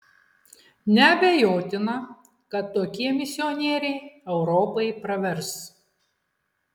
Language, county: Lithuanian, Klaipėda